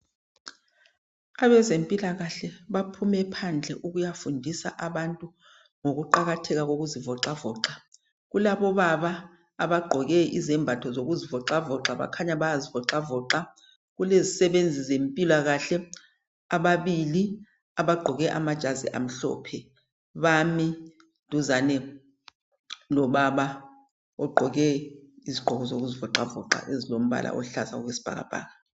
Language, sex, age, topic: North Ndebele, male, 36-49, health